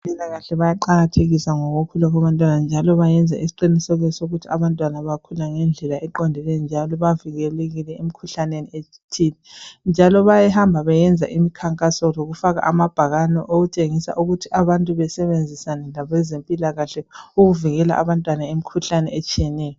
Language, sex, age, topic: North Ndebele, female, 36-49, health